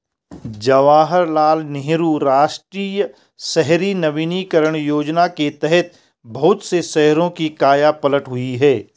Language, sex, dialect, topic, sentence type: Hindi, male, Garhwali, banking, statement